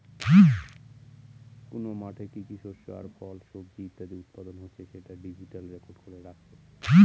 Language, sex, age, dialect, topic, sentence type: Bengali, male, 31-35, Northern/Varendri, agriculture, statement